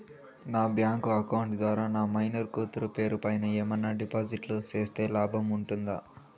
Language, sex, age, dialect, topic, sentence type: Telugu, male, 18-24, Southern, banking, question